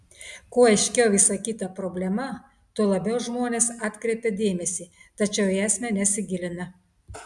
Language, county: Lithuanian, Telšiai